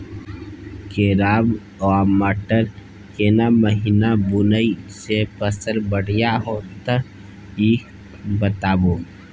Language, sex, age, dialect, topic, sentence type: Maithili, male, 31-35, Bajjika, agriculture, question